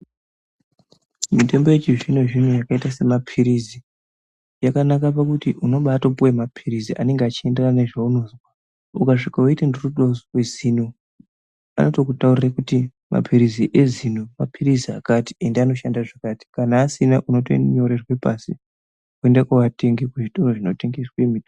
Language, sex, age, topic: Ndau, male, 18-24, health